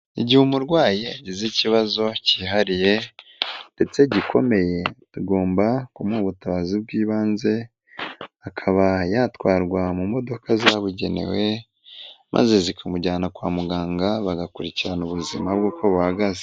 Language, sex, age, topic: Kinyarwanda, male, 18-24, health